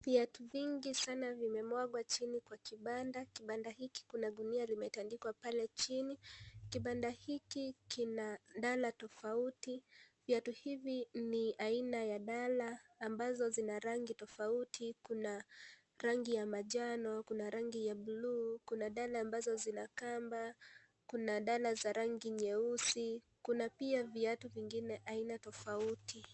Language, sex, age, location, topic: Swahili, female, 18-24, Kisii, finance